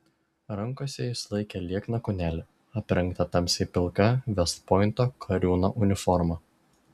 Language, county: Lithuanian, Šiauliai